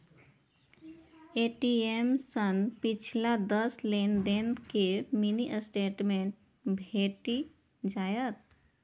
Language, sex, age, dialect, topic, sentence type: Maithili, female, 31-35, Eastern / Thethi, banking, statement